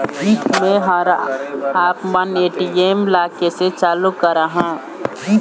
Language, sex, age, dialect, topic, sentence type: Chhattisgarhi, male, 18-24, Eastern, banking, question